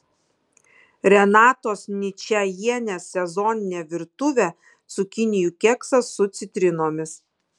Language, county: Lithuanian, Kaunas